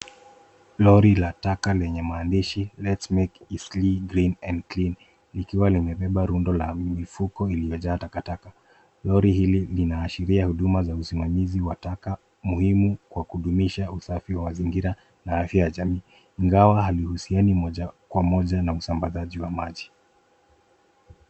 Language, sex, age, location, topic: Swahili, male, 25-35, Nairobi, government